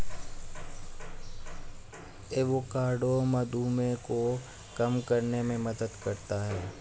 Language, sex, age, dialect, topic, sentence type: Hindi, male, 25-30, Hindustani Malvi Khadi Boli, agriculture, statement